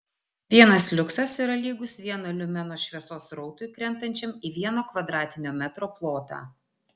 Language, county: Lithuanian, Vilnius